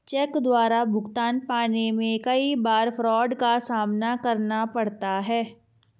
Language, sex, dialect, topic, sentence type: Hindi, female, Marwari Dhudhari, banking, statement